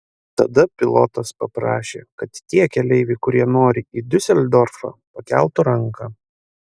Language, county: Lithuanian, Panevėžys